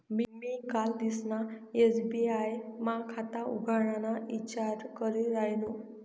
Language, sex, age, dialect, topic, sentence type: Marathi, female, 18-24, Northern Konkan, banking, statement